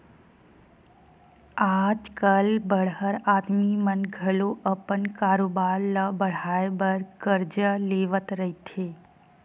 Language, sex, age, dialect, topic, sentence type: Chhattisgarhi, female, 25-30, Western/Budati/Khatahi, banking, statement